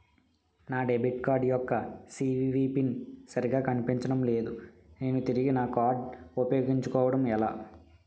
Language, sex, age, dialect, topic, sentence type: Telugu, male, 18-24, Utterandhra, banking, question